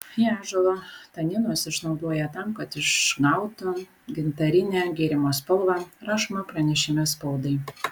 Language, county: Lithuanian, Vilnius